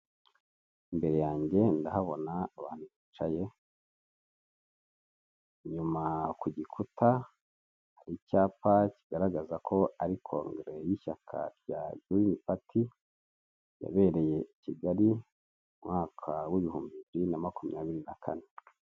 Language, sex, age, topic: Kinyarwanda, male, 50+, government